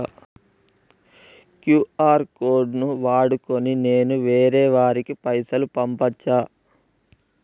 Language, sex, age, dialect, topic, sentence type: Telugu, male, 18-24, Telangana, banking, question